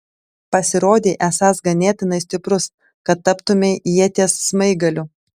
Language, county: Lithuanian, Telšiai